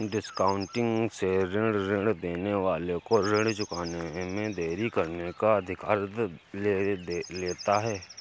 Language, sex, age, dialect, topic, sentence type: Hindi, male, 18-24, Awadhi Bundeli, banking, statement